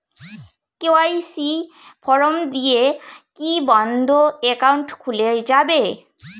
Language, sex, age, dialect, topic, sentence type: Bengali, female, 25-30, Rajbangshi, banking, question